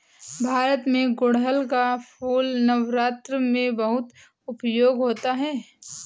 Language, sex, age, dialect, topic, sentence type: Hindi, female, 18-24, Awadhi Bundeli, agriculture, statement